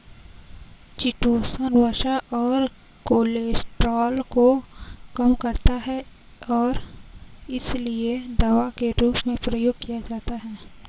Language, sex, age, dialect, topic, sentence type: Hindi, female, 18-24, Kanauji Braj Bhasha, agriculture, statement